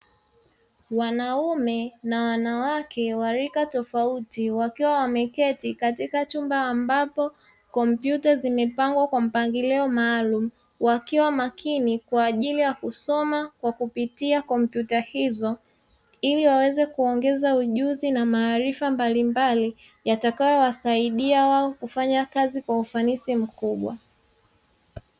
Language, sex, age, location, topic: Swahili, male, 25-35, Dar es Salaam, education